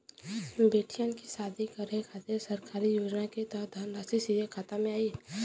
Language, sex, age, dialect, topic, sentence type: Bhojpuri, female, 18-24, Western, banking, question